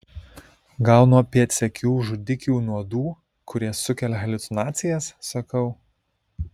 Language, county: Lithuanian, Šiauliai